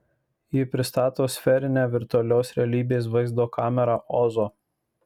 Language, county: Lithuanian, Marijampolė